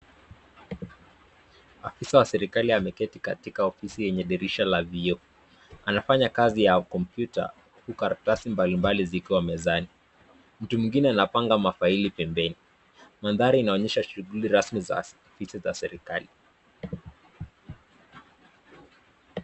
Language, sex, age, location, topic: Swahili, male, 18-24, Nakuru, government